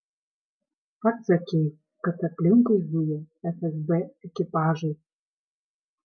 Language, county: Lithuanian, Kaunas